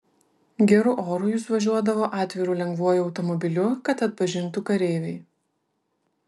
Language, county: Lithuanian, Vilnius